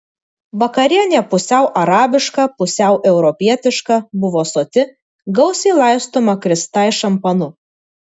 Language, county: Lithuanian, Vilnius